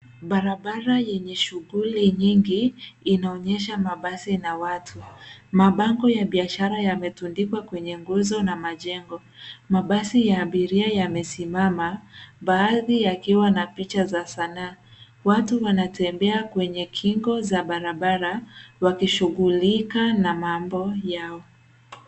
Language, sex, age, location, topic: Swahili, female, 18-24, Nairobi, government